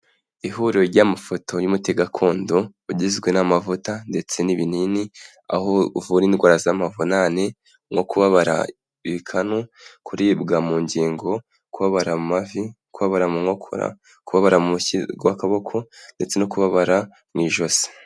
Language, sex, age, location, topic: Kinyarwanda, male, 18-24, Kigali, health